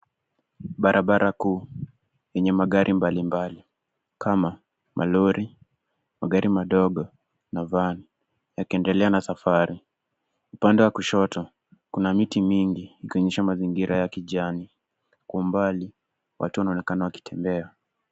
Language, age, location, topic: Swahili, 18-24, Nairobi, government